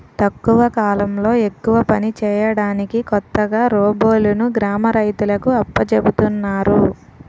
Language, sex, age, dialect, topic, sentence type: Telugu, female, 18-24, Utterandhra, agriculture, statement